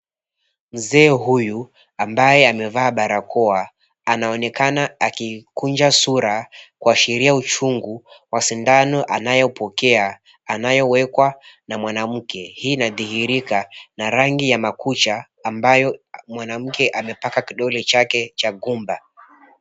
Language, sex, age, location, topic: Swahili, male, 25-35, Mombasa, health